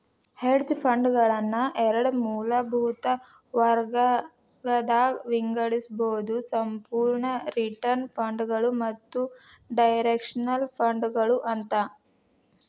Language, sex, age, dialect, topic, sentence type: Kannada, female, 18-24, Dharwad Kannada, banking, statement